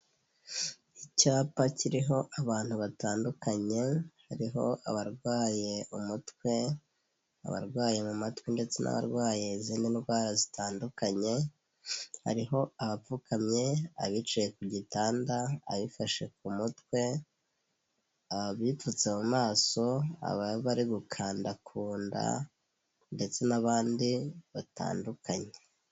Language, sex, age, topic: Kinyarwanda, male, 18-24, health